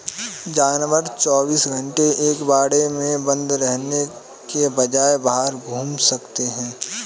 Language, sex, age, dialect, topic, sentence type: Hindi, male, 18-24, Kanauji Braj Bhasha, agriculture, statement